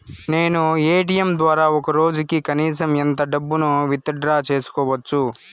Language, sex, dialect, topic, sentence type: Telugu, male, Southern, banking, question